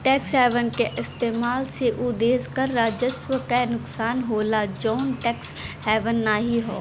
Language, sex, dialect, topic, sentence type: Bhojpuri, female, Western, banking, statement